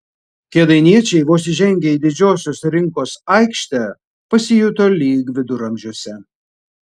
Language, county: Lithuanian, Vilnius